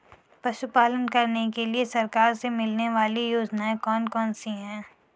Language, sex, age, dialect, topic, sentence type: Hindi, female, 41-45, Kanauji Braj Bhasha, agriculture, question